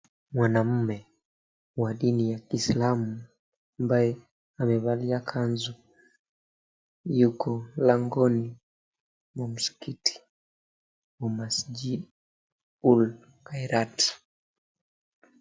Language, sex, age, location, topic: Swahili, male, 18-24, Mombasa, government